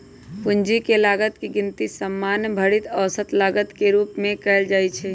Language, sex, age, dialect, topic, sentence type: Magahi, female, 25-30, Western, banking, statement